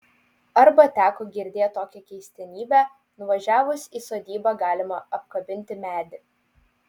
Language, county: Lithuanian, Utena